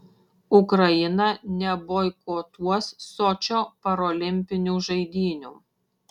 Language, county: Lithuanian, Šiauliai